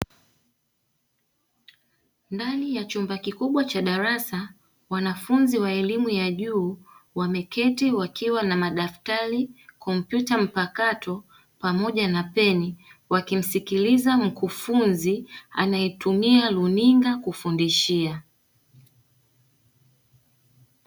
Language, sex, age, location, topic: Swahili, female, 18-24, Dar es Salaam, education